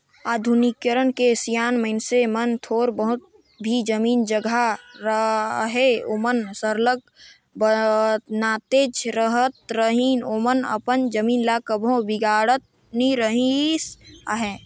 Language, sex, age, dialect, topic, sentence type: Chhattisgarhi, male, 25-30, Northern/Bhandar, banking, statement